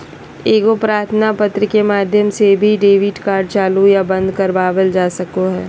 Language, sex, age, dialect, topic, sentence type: Magahi, female, 56-60, Southern, banking, statement